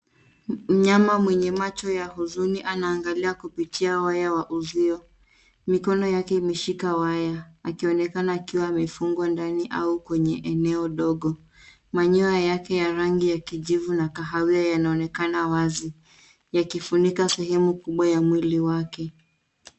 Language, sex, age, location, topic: Swahili, female, 18-24, Nairobi, government